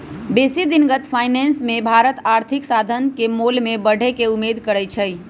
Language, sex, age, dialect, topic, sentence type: Magahi, male, 25-30, Western, banking, statement